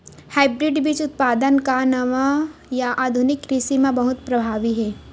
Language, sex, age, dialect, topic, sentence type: Chhattisgarhi, female, 18-24, Western/Budati/Khatahi, agriculture, statement